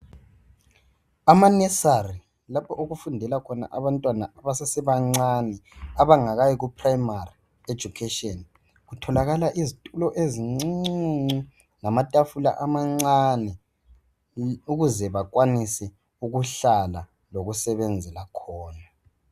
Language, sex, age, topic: North Ndebele, male, 18-24, education